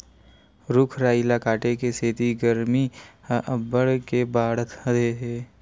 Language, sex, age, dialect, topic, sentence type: Chhattisgarhi, male, 18-24, Western/Budati/Khatahi, agriculture, statement